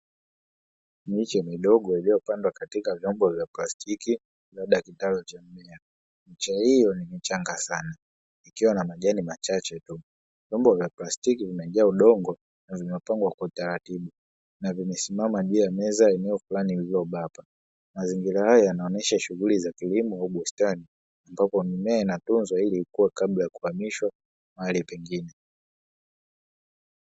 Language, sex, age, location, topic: Swahili, male, 18-24, Dar es Salaam, agriculture